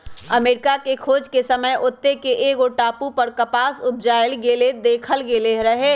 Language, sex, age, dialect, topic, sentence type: Magahi, male, 18-24, Western, agriculture, statement